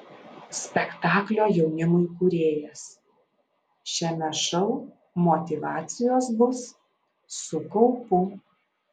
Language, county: Lithuanian, Alytus